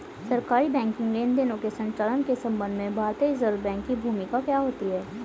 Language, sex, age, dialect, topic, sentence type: Hindi, female, 18-24, Hindustani Malvi Khadi Boli, banking, question